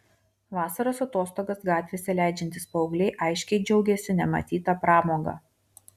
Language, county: Lithuanian, Vilnius